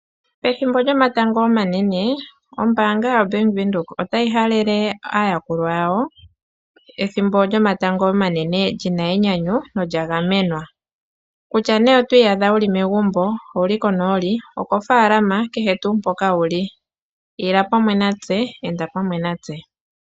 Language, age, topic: Oshiwambo, 25-35, finance